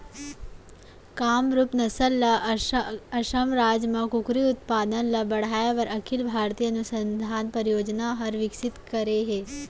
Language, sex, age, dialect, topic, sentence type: Chhattisgarhi, female, 56-60, Central, agriculture, statement